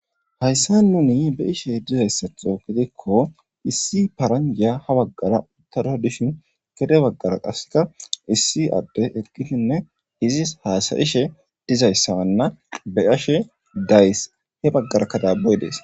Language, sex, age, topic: Gamo, female, 18-24, government